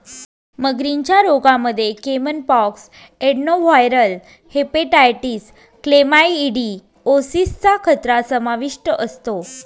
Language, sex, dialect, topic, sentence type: Marathi, female, Northern Konkan, agriculture, statement